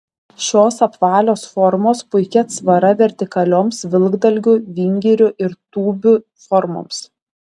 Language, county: Lithuanian, Šiauliai